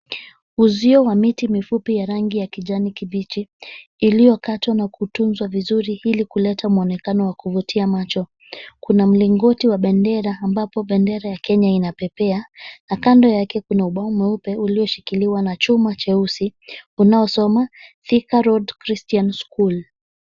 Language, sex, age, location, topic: Swahili, female, 25-35, Nairobi, education